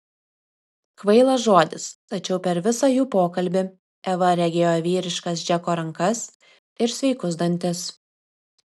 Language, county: Lithuanian, Vilnius